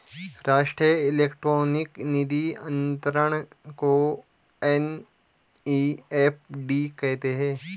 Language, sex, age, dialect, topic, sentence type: Hindi, male, 25-30, Garhwali, banking, statement